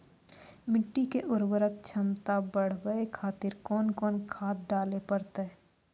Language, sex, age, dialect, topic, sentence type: Maithili, female, 18-24, Angika, agriculture, question